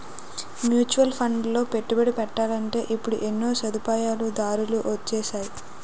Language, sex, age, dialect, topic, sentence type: Telugu, female, 18-24, Utterandhra, banking, statement